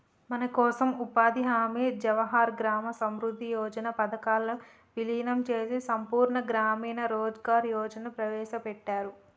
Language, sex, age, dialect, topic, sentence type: Telugu, female, 25-30, Telangana, banking, statement